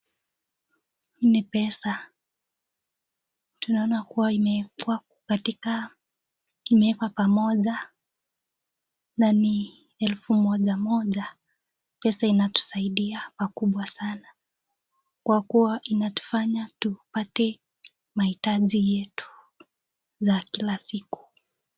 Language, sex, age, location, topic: Swahili, female, 18-24, Nakuru, finance